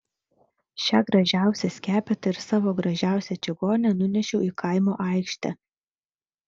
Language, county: Lithuanian, Vilnius